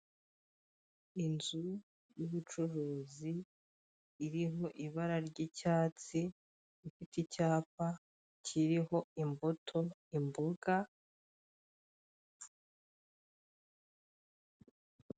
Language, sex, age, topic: Kinyarwanda, female, 25-35, finance